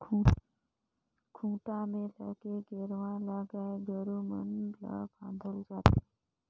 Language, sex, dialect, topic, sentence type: Chhattisgarhi, female, Northern/Bhandar, agriculture, statement